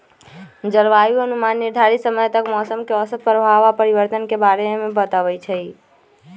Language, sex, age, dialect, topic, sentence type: Magahi, female, 18-24, Western, agriculture, statement